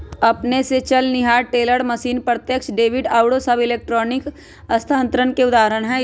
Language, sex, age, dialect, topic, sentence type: Magahi, female, 25-30, Western, banking, statement